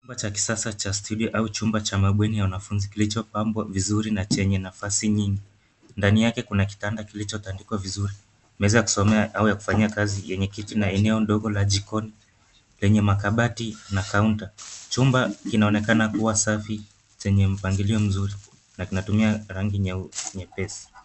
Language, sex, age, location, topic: Swahili, male, 25-35, Nairobi, education